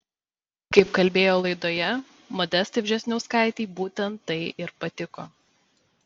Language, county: Lithuanian, Vilnius